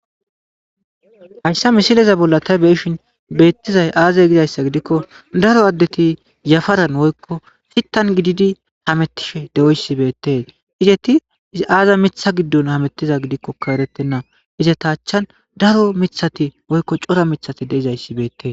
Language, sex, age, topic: Gamo, male, 25-35, agriculture